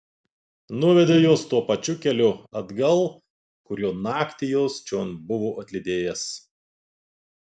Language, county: Lithuanian, Klaipėda